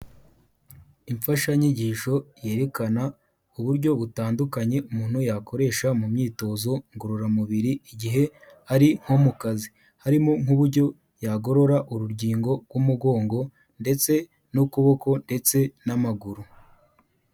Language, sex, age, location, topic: Kinyarwanda, male, 18-24, Kigali, health